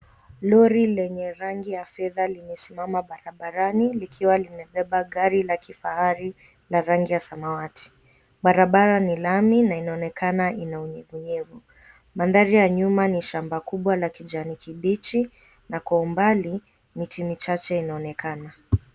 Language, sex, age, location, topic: Swahili, female, 18-24, Mombasa, finance